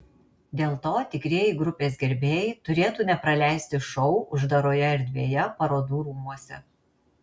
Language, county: Lithuanian, Marijampolė